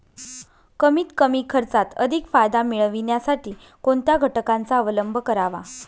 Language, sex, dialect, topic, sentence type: Marathi, female, Northern Konkan, agriculture, question